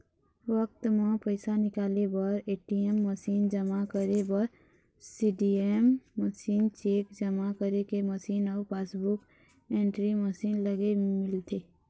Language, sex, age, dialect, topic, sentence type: Chhattisgarhi, female, 31-35, Eastern, banking, statement